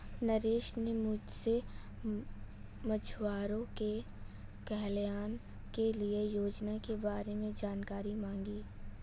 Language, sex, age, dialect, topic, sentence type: Hindi, female, 18-24, Marwari Dhudhari, agriculture, statement